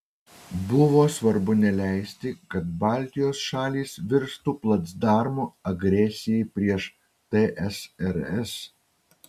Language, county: Lithuanian, Utena